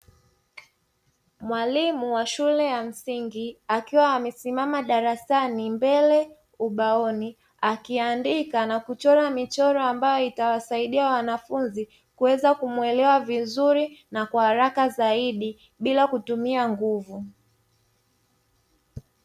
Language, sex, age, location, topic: Swahili, female, 25-35, Dar es Salaam, education